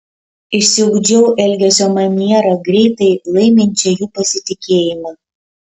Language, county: Lithuanian, Kaunas